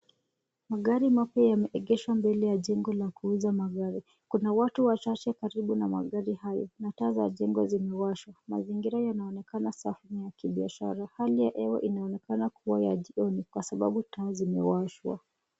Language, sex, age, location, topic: Swahili, female, 25-35, Nairobi, finance